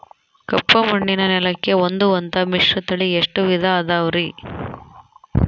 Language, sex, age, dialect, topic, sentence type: Kannada, female, 31-35, Central, agriculture, question